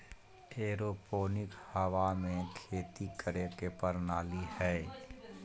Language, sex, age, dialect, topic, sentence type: Magahi, male, 25-30, Southern, agriculture, statement